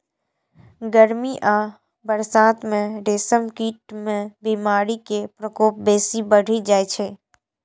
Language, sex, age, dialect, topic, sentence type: Maithili, female, 18-24, Eastern / Thethi, agriculture, statement